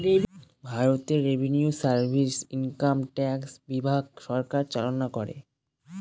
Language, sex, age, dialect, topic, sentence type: Bengali, male, <18, Northern/Varendri, banking, statement